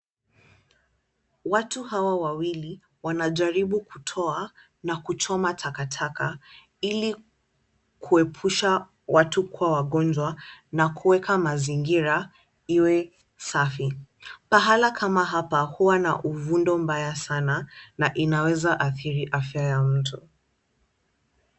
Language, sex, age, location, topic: Swahili, female, 25-35, Kisumu, health